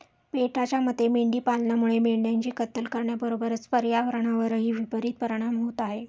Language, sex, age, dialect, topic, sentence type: Marathi, female, 36-40, Standard Marathi, agriculture, statement